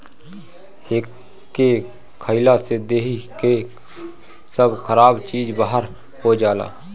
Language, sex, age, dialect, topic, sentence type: Bhojpuri, male, 25-30, Northern, agriculture, statement